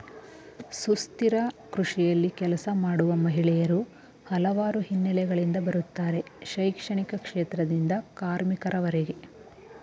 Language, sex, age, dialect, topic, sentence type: Kannada, male, 18-24, Mysore Kannada, agriculture, statement